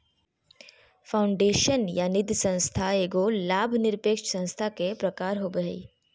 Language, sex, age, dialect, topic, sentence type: Magahi, female, 31-35, Southern, banking, statement